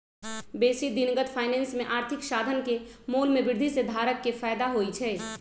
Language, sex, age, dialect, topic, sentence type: Magahi, female, 31-35, Western, banking, statement